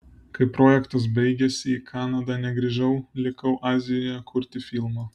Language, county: Lithuanian, Vilnius